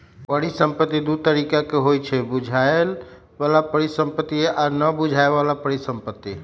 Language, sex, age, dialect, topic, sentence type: Magahi, male, 31-35, Western, banking, statement